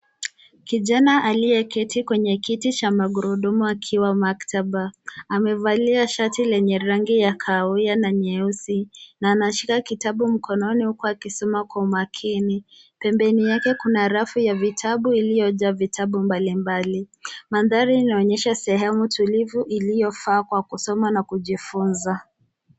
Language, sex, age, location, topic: Swahili, female, 18-24, Nairobi, education